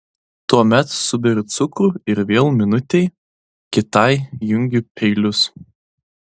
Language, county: Lithuanian, Klaipėda